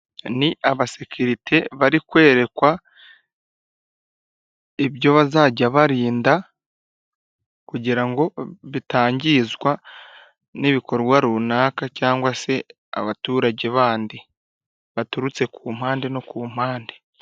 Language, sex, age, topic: Kinyarwanda, male, 18-24, government